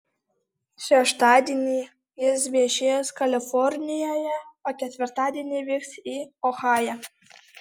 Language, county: Lithuanian, Alytus